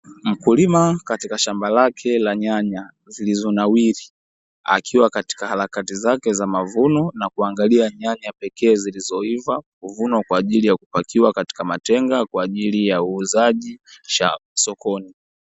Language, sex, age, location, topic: Swahili, male, 18-24, Dar es Salaam, agriculture